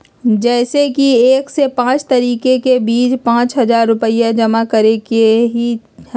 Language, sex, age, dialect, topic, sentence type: Magahi, female, 36-40, Western, banking, question